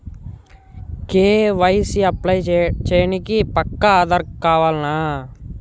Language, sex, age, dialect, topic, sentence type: Telugu, male, 18-24, Telangana, banking, question